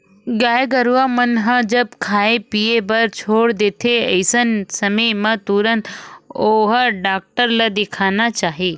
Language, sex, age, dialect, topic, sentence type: Chhattisgarhi, female, 36-40, Western/Budati/Khatahi, agriculture, statement